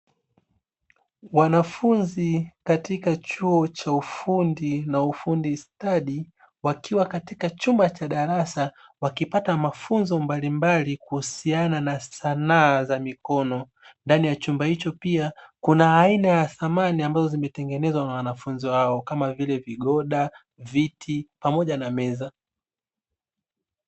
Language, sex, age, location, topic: Swahili, male, 25-35, Dar es Salaam, education